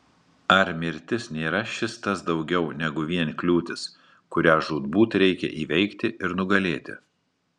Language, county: Lithuanian, Marijampolė